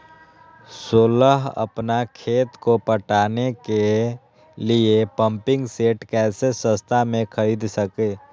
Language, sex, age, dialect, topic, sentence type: Magahi, male, 18-24, Western, agriculture, question